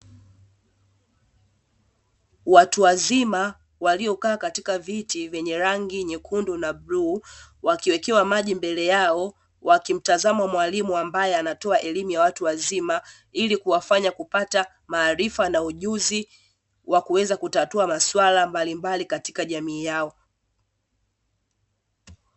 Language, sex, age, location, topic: Swahili, female, 18-24, Dar es Salaam, education